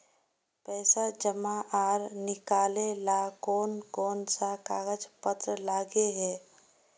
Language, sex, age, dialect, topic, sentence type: Magahi, female, 25-30, Northeastern/Surjapuri, banking, question